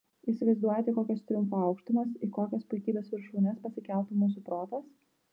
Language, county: Lithuanian, Vilnius